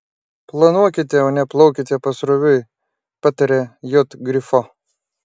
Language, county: Lithuanian, Klaipėda